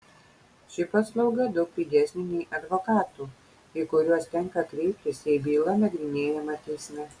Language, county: Lithuanian, Kaunas